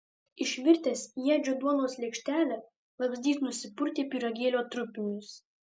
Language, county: Lithuanian, Alytus